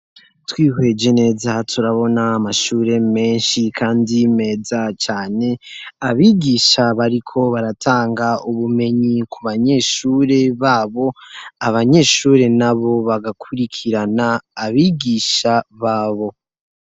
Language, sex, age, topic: Rundi, male, 18-24, education